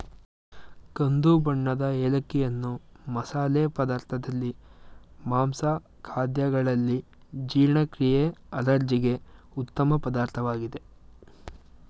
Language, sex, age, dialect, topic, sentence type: Kannada, male, 18-24, Mysore Kannada, agriculture, statement